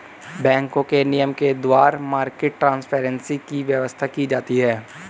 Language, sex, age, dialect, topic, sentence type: Hindi, male, 18-24, Hindustani Malvi Khadi Boli, banking, statement